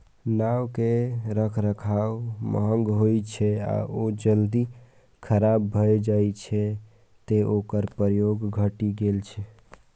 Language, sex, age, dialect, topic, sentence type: Maithili, male, 18-24, Eastern / Thethi, agriculture, statement